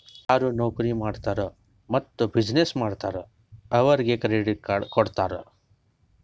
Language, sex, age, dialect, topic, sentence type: Kannada, male, 60-100, Northeastern, banking, statement